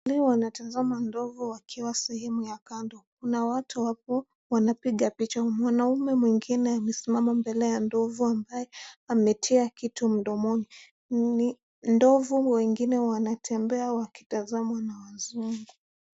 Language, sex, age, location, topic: Swahili, male, 25-35, Nairobi, government